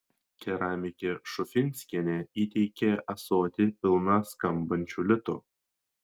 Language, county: Lithuanian, Šiauliai